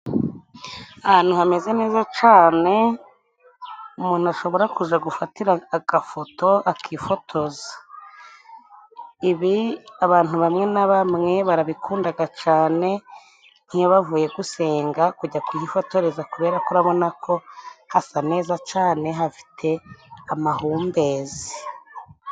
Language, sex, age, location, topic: Kinyarwanda, female, 25-35, Musanze, agriculture